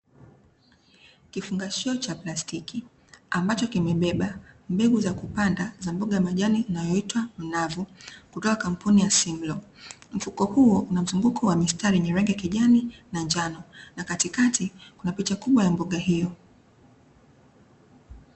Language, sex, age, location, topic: Swahili, female, 25-35, Dar es Salaam, agriculture